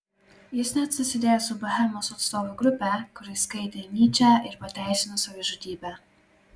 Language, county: Lithuanian, Klaipėda